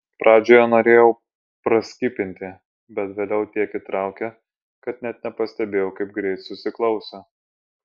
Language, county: Lithuanian, Vilnius